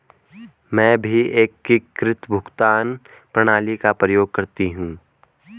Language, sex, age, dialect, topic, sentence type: Hindi, male, 18-24, Garhwali, banking, statement